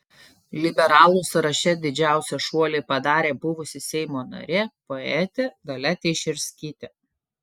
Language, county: Lithuanian, Telšiai